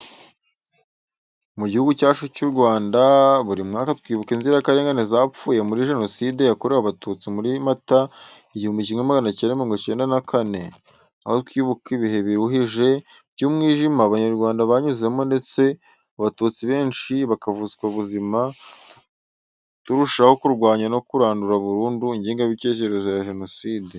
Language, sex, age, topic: Kinyarwanda, male, 18-24, education